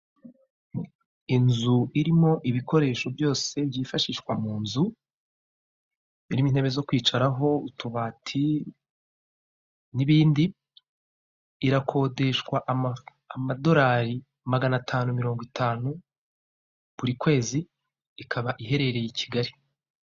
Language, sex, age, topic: Kinyarwanda, male, 36-49, finance